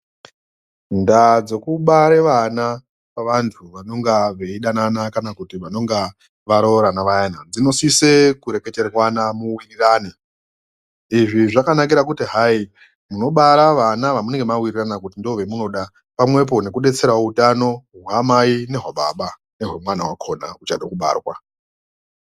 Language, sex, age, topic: Ndau, female, 25-35, health